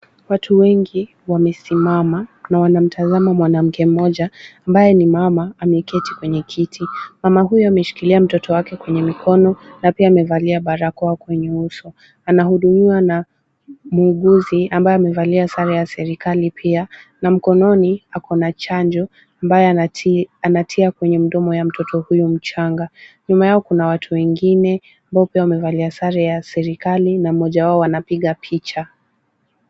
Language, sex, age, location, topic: Swahili, female, 18-24, Kisumu, health